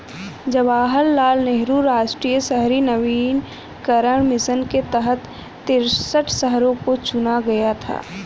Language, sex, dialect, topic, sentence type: Hindi, female, Hindustani Malvi Khadi Boli, banking, statement